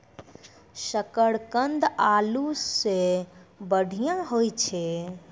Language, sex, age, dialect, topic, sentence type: Maithili, female, 56-60, Angika, agriculture, statement